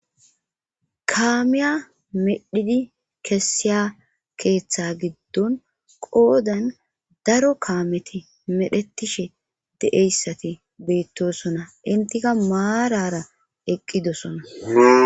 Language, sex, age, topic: Gamo, female, 25-35, government